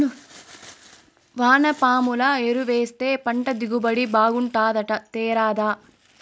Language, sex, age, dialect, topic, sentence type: Telugu, female, 18-24, Southern, agriculture, statement